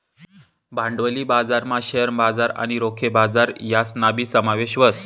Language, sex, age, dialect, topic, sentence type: Marathi, male, 25-30, Northern Konkan, banking, statement